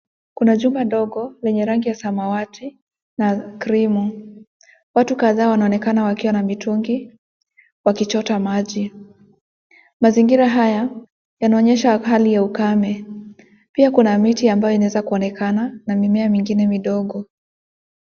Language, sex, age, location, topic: Swahili, female, 18-24, Nakuru, health